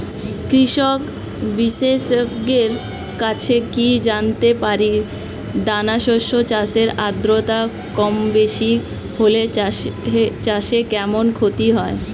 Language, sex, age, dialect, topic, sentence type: Bengali, female, 25-30, Standard Colloquial, agriculture, question